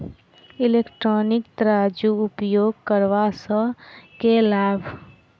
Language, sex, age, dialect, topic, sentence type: Maithili, female, 25-30, Southern/Standard, agriculture, question